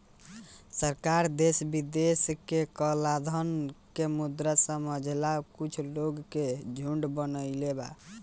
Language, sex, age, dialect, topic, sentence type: Bhojpuri, male, 18-24, Southern / Standard, banking, statement